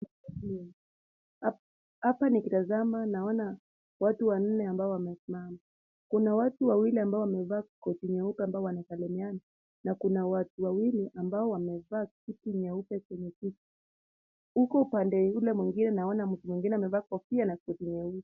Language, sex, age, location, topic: Swahili, female, 25-35, Kisumu, government